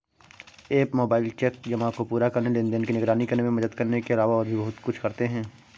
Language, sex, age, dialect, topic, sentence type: Hindi, male, 25-30, Awadhi Bundeli, banking, statement